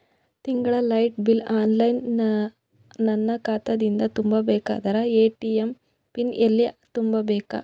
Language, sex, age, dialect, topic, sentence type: Kannada, female, 25-30, Northeastern, banking, question